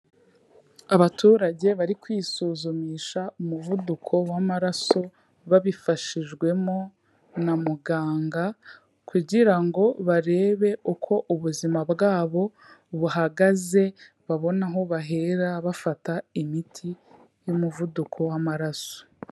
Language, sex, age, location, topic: Kinyarwanda, female, 18-24, Kigali, health